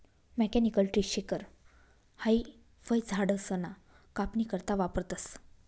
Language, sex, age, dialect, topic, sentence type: Marathi, female, 46-50, Northern Konkan, agriculture, statement